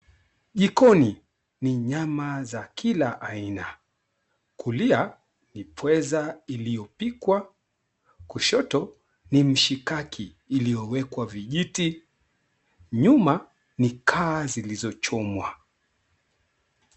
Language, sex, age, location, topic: Swahili, male, 36-49, Mombasa, agriculture